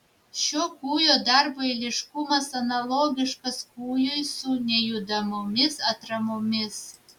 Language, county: Lithuanian, Vilnius